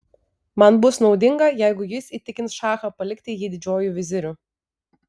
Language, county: Lithuanian, Vilnius